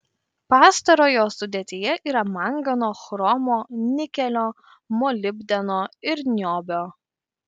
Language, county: Lithuanian, Kaunas